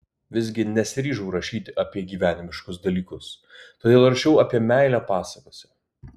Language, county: Lithuanian, Kaunas